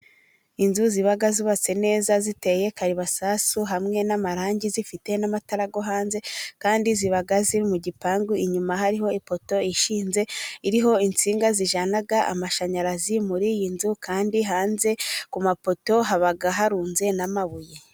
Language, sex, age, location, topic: Kinyarwanda, female, 25-35, Musanze, government